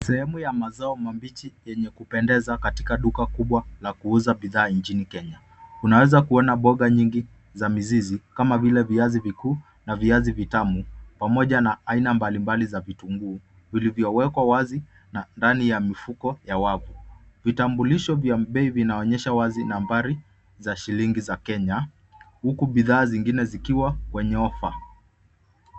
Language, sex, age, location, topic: Swahili, male, 25-35, Nairobi, finance